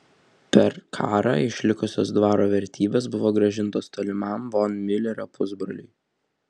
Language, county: Lithuanian, Vilnius